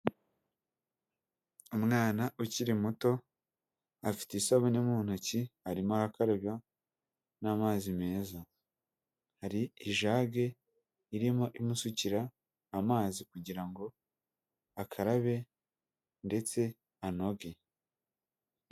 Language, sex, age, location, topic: Kinyarwanda, male, 25-35, Huye, health